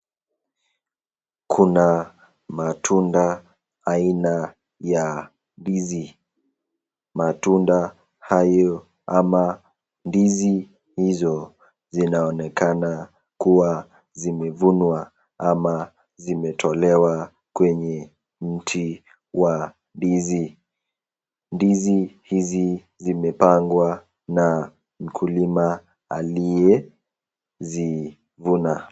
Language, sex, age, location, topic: Swahili, male, 18-24, Nakuru, agriculture